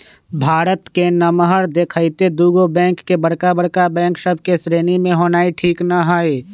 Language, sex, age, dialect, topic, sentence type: Magahi, male, 25-30, Western, banking, statement